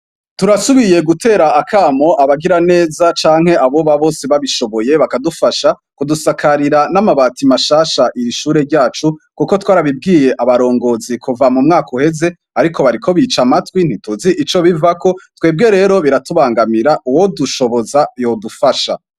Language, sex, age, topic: Rundi, male, 25-35, education